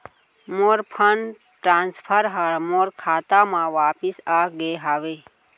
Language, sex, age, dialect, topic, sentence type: Chhattisgarhi, female, 56-60, Central, banking, statement